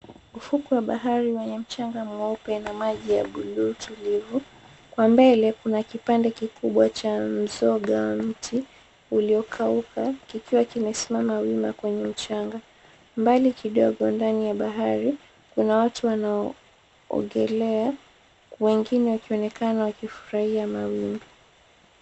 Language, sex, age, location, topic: Swahili, female, 25-35, Mombasa, government